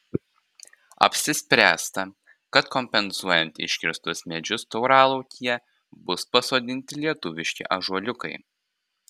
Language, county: Lithuanian, Panevėžys